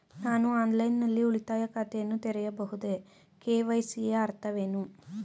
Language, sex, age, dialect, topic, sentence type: Kannada, female, 18-24, Mysore Kannada, banking, question